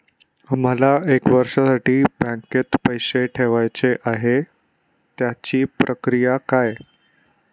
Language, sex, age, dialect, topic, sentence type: Marathi, male, 25-30, Standard Marathi, banking, question